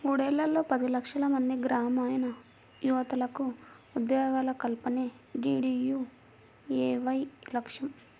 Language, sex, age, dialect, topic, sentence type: Telugu, female, 56-60, Central/Coastal, banking, statement